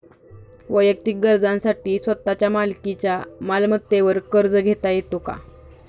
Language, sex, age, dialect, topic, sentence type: Marathi, female, 41-45, Standard Marathi, banking, question